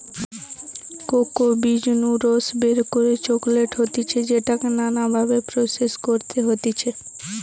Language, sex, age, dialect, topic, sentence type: Bengali, female, 18-24, Western, agriculture, statement